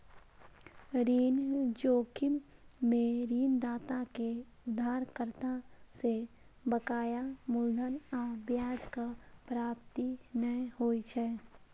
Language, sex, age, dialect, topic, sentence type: Maithili, female, 25-30, Eastern / Thethi, banking, statement